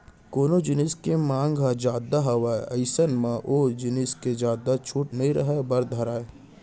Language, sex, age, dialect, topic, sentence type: Chhattisgarhi, male, 60-100, Central, banking, statement